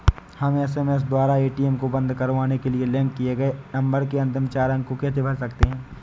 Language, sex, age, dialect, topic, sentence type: Hindi, male, 18-24, Awadhi Bundeli, banking, question